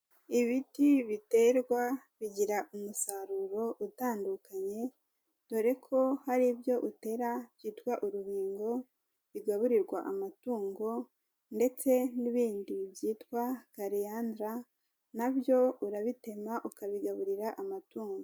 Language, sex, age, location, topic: Kinyarwanda, female, 18-24, Kigali, agriculture